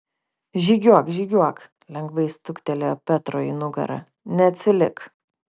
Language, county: Lithuanian, Kaunas